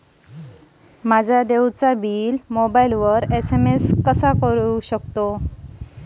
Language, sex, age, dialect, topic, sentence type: Marathi, female, 25-30, Standard Marathi, banking, question